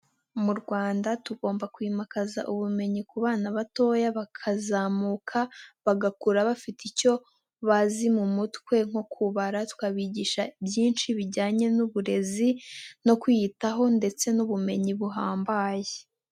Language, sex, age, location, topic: Kinyarwanda, female, 18-24, Nyagatare, education